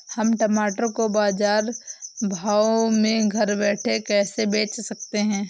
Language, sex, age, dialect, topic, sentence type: Hindi, female, 18-24, Awadhi Bundeli, agriculture, question